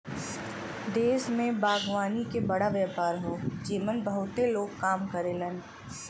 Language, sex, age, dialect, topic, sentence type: Bhojpuri, female, 25-30, Western, agriculture, statement